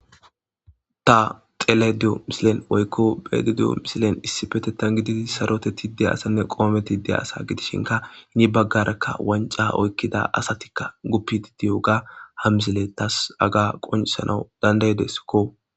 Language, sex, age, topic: Gamo, male, 25-35, government